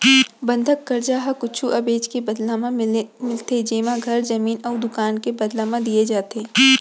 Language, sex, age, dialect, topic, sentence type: Chhattisgarhi, female, 25-30, Central, banking, statement